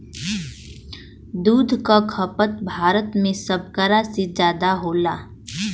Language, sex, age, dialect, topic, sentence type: Bhojpuri, female, 18-24, Western, agriculture, statement